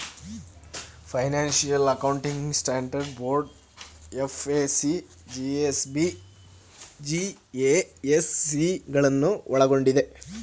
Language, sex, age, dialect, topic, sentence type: Kannada, female, 51-55, Mysore Kannada, banking, statement